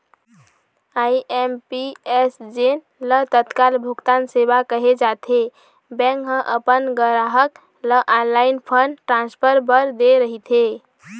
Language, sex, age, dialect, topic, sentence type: Chhattisgarhi, female, 25-30, Eastern, banking, statement